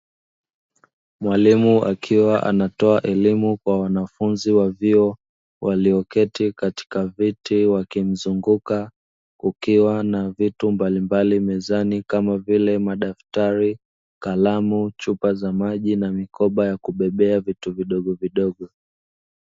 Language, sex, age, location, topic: Swahili, male, 25-35, Dar es Salaam, education